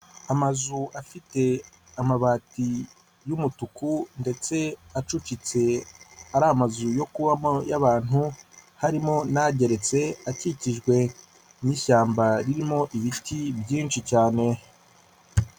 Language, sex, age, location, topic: Kinyarwanda, male, 25-35, Kigali, government